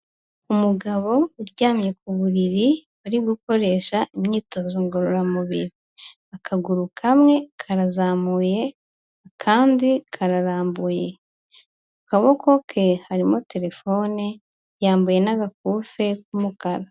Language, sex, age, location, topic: Kinyarwanda, female, 25-35, Kigali, health